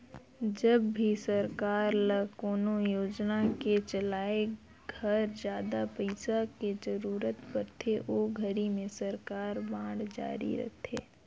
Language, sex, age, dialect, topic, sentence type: Chhattisgarhi, female, 51-55, Northern/Bhandar, banking, statement